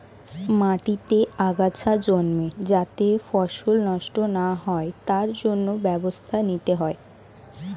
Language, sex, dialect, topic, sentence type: Bengali, female, Standard Colloquial, agriculture, statement